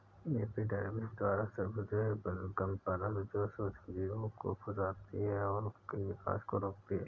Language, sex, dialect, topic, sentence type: Hindi, male, Awadhi Bundeli, agriculture, statement